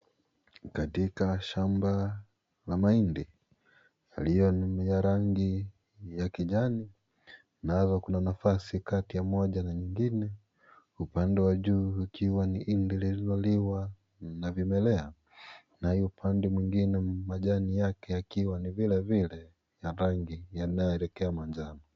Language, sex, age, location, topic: Swahili, male, 18-24, Kisii, agriculture